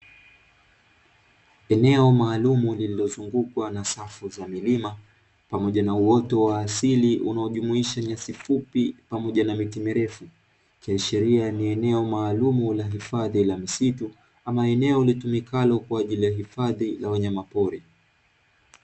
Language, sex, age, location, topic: Swahili, male, 25-35, Dar es Salaam, agriculture